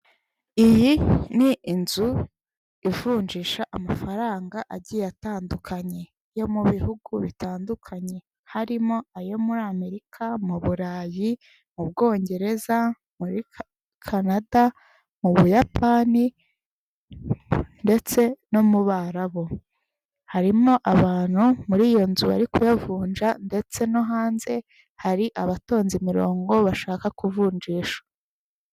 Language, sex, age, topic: Kinyarwanda, female, 18-24, finance